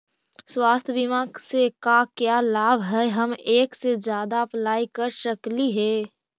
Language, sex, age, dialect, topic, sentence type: Magahi, female, 18-24, Central/Standard, banking, question